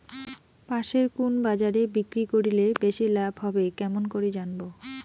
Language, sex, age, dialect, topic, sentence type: Bengali, female, 25-30, Rajbangshi, agriculture, question